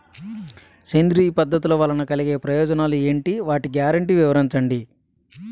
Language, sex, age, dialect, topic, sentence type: Telugu, male, 31-35, Utterandhra, agriculture, question